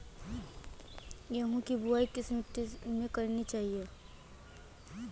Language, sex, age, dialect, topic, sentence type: Hindi, female, 25-30, Awadhi Bundeli, agriculture, question